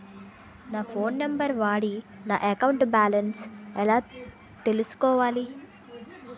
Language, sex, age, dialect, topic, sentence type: Telugu, female, 18-24, Utterandhra, banking, question